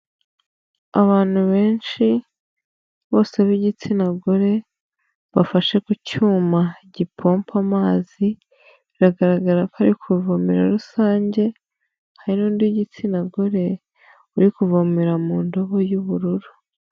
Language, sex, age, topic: Kinyarwanda, female, 18-24, health